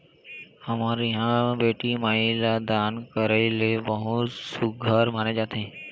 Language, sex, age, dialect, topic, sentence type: Chhattisgarhi, male, 18-24, Eastern, banking, statement